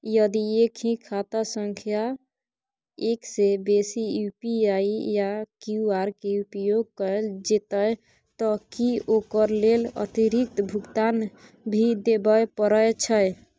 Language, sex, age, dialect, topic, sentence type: Maithili, female, 18-24, Bajjika, banking, question